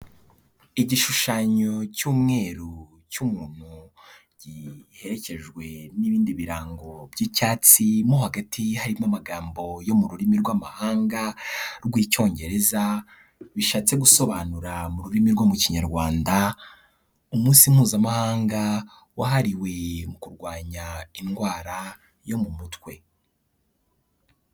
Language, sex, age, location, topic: Kinyarwanda, male, 18-24, Kigali, health